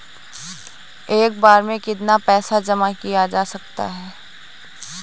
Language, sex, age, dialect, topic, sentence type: Hindi, female, 18-24, Awadhi Bundeli, banking, question